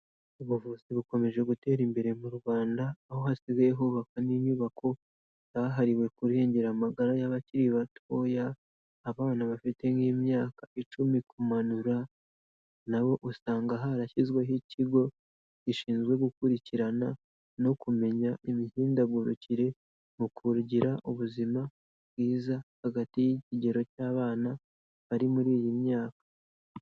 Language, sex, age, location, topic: Kinyarwanda, male, 18-24, Kigali, health